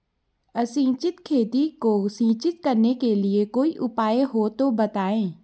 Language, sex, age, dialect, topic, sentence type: Hindi, female, 18-24, Garhwali, agriculture, question